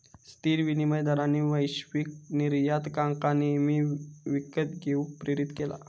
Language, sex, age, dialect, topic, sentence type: Marathi, male, 25-30, Southern Konkan, banking, statement